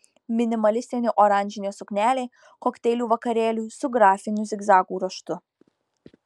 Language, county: Lithuanian, Marijampolė